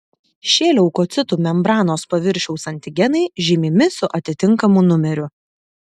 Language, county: Lithuanian, Klaipėda